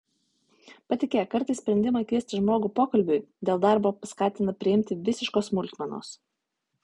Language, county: Lithuanian, Utena